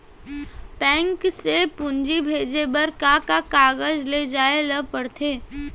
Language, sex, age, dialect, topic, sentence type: Chhattisgarhi, female, 56-60, Central, banking, question